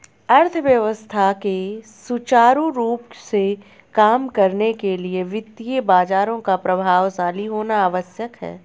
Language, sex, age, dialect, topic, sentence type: Hindi, female, 31-35, Hindustani Malvi Khadi Boli, banking, statement